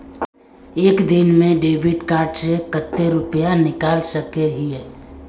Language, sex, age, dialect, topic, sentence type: Magahi, male, 18-24, Northeastern/Surjapuri, banking, question